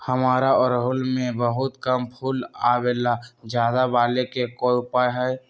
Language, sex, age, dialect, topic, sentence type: Magahi, male, 25-30, Western, agriculture, question